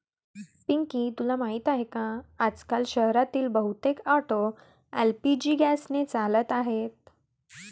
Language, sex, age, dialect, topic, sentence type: Marathi, female, 18-24, Varhadi, agriculture, statement